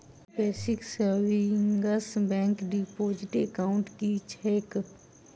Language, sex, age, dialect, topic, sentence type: Maithili, female, 18-24, Southern/Standard, banking, question